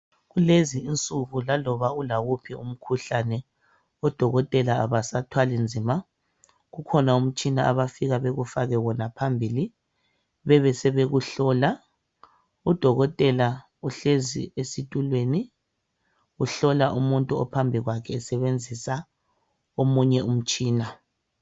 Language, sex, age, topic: North Ndebele, male, 36-49, health